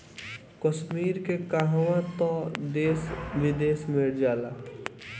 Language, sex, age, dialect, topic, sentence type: Bhojpuri, male, 18-24, Northern, agriculture, statement